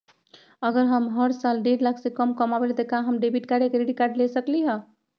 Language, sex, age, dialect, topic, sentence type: Magahi, female, 36-40, Western, banking, question